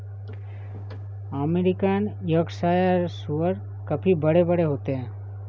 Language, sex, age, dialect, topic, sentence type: Hindi, male, 36-40, Awadhi Bundeli, agriculture, statement